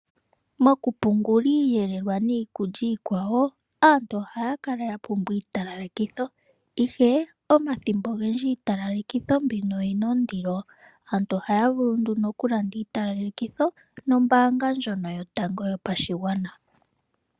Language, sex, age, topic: Oshiwambo, female, 18-24, finance